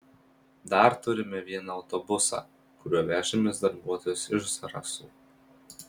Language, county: Lithuanian, Marijampolė